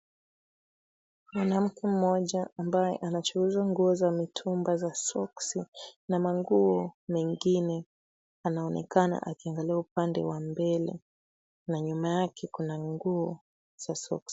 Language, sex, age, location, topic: Swahili, female, 18-24, Kisumu, finance